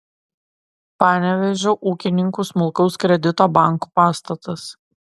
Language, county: Lithuanian, Klaipėda